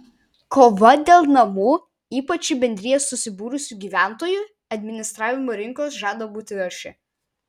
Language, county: Lithuanian, Vilnius